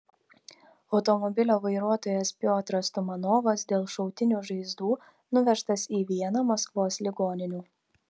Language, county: Lithuanian, Telšiai